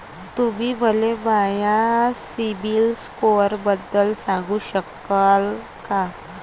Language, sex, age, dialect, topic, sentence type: Marathi, female, 25-30, Varhadi, banking, statement